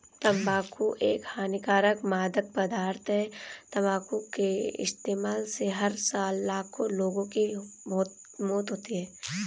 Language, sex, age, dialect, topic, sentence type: Hindi, female, 18-24, Kanauji Braj Bhasha, agriculture, statement